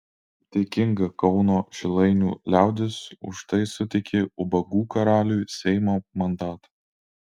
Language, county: Lithuanian, Alytus